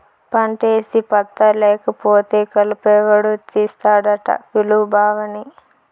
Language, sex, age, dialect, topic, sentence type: Telugu, female, 25-30, Southern, agriculture, statement